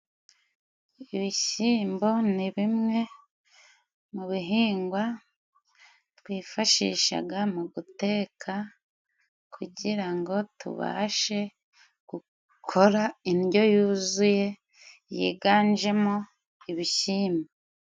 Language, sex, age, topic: Kinyarwanda, female, 25-35, agriculture